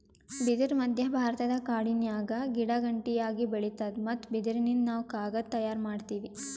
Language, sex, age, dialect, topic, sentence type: Kannada, female, 18-24, Northeastern, agriculture, statement